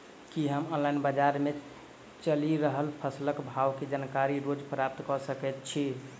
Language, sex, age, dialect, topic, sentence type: Maithili, male, 25-30, Southern/Standard, agriculture, question